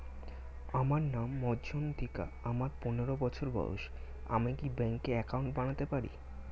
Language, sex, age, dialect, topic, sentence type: Bengali, male, 18-24, Standard Colloquial, banking, question